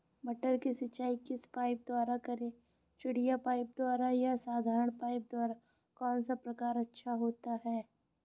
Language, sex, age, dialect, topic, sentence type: Hindi, female, 25-30, Awadhi Bundeli, agriculture, question